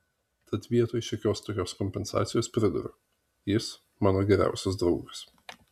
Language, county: Lithuanian, Vilnius